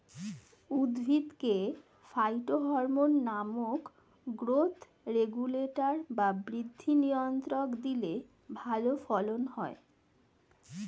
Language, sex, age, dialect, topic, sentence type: Bengali, female, 41-45, Standard Colloquial, agriculture, statement